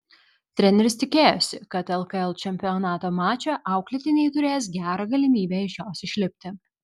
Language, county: Lithuanian, Vilnius